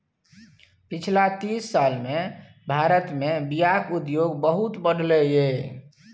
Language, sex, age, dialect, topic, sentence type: Maithili, male, 36-40, Bajjika, agriculture, statement